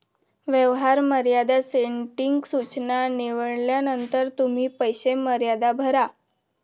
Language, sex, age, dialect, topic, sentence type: Marathi, female, 25-30, Varhadi, banking, statement